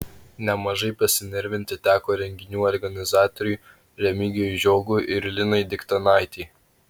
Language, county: Lithuanian, Utena